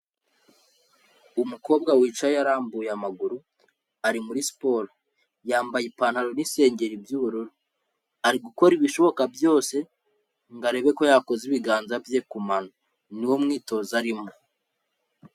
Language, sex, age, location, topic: Kinyarwanda, male, 25-35, Kigali, health